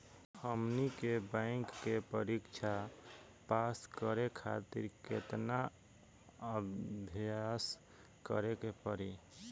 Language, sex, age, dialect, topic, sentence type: Bhojpuri, male, 18-24, Southern / Standard, banking, question